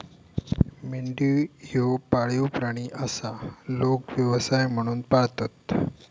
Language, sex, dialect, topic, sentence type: Marathi, male, Southern Konkan, agriculture, statement